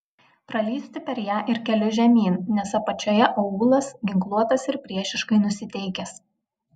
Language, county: Lithuanian, Vilnius